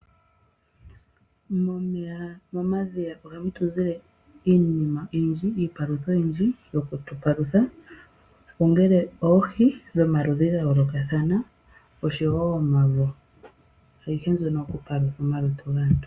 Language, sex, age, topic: Oshiwambo, female, 25-35, agriculture